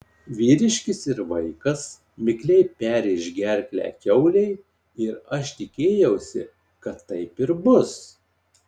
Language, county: Lithuanian, Marijampolė